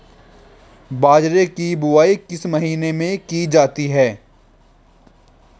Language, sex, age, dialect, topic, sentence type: Hindi, male, 18-24, Marwari Dhudhari, agriculture, question